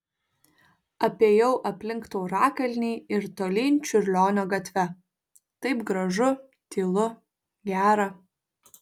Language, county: Lithuanian, Vilnius